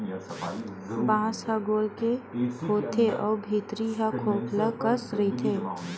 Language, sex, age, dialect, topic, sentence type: Chhattisgarhi, female, 18-24, Western/Budati/Khatahi, agriculture, statement